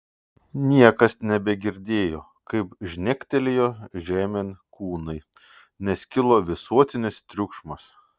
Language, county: Lithuanian, Šiauliai